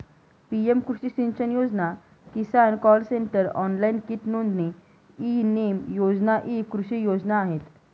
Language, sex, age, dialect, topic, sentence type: Marathi, female, 18-24, Northern Konkan, agriculture, statement